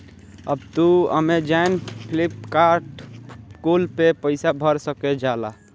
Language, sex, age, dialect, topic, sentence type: Bhojpuri, male, 18-24, Southern / Standard, banking, statement